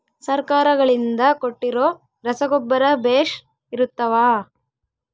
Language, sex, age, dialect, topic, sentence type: Kannada, female, 18-24, Central, agriculture, question